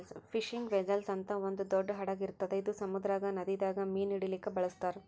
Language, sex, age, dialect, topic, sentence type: Kannada, female, 18-24, Northeastern, agriculture, statement